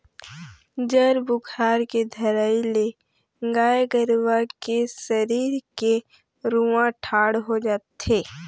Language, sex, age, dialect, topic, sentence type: Chhattisgarhi, female, 18-24, Eastern, agriculture, statement